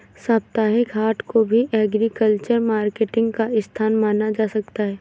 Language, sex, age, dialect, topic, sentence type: Hindi, female, 18-24, Awadhi Bundeli, agriculture, statement